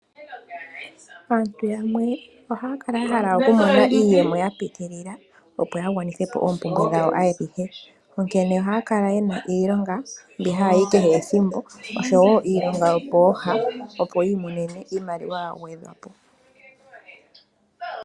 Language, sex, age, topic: Oshiwambo, female, 25-35, finance